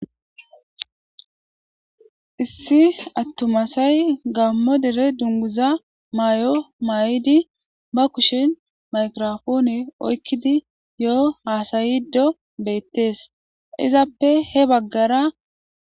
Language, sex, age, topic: Gamo, female, 18-24, government